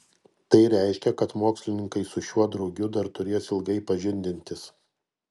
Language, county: Lithuanian, Kaunas